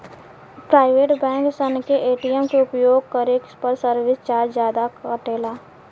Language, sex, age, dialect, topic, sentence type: Bhojpuri, female, 18-24, Southern / Standard, banking, statement